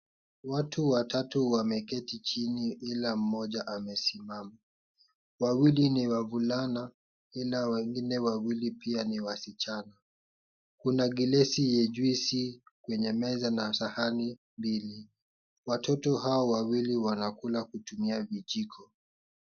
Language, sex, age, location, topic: Swahili, male, 18-24, Kisumu, finance